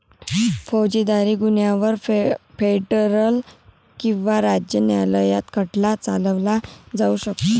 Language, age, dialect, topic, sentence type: Marathi, <18, Varhadi, banking, statement